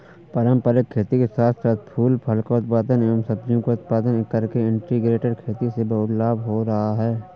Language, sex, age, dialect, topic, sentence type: Hindi, male, 25-30, Awadhi Bundeli, agriculture, statement